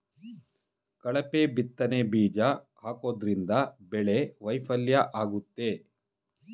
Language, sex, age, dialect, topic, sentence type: Kannada, male, 46-50, Mysore Kannada, agriculture, statement